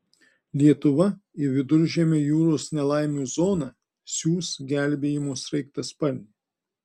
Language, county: Lithuanian, Klaipėda